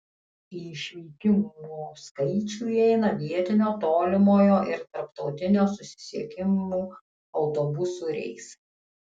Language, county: Lithuanian, Tauragė